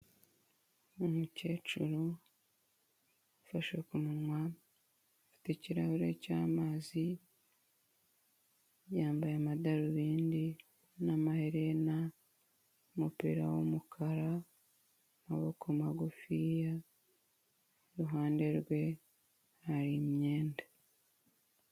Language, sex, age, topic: Kinyarwanda, female, 25-35, health